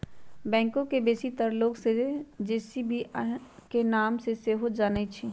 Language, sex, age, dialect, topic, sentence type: Magahi, female, 31-35, Western, agriculture, statement